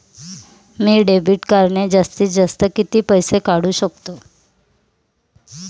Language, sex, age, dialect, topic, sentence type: Marathi, female, 31-35, Standard Marathi, banking, question